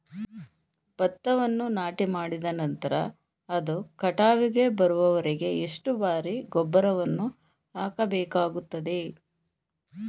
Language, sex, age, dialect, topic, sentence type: Kannada, female, 41-45, Mysore Kannada, agriculture, question